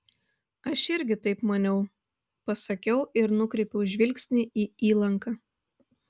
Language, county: Lithuanian, Vilnius